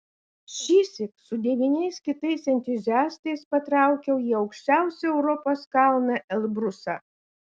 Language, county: Lithuanian, Kaunas